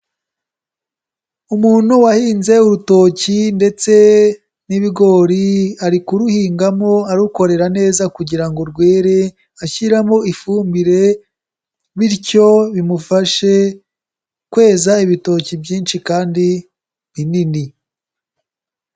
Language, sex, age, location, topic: Kinyarwanda, male, 18-24, Kigali, agriculture